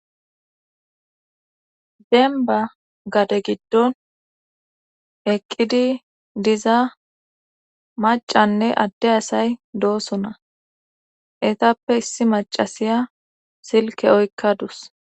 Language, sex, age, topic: Gamo, female, 25-35, government